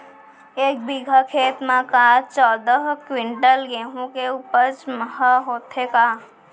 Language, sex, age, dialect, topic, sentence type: Chhattisgarhi, female, 18-24, Central, agriculture, question